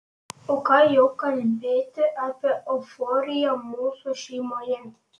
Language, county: Lithuanian, Panevėžys